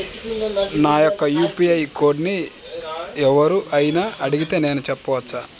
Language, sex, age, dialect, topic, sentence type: Telugu, male, 25-30, Central/Coastal, banking, question